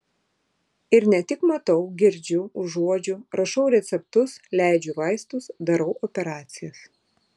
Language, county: Lithuanian, Vilnius